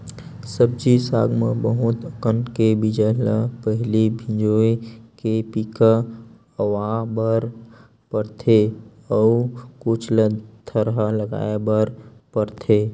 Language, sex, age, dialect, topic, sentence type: Chhattisgarhi, male, 18-24, Western/Budati/Khatahi, agriculture, statement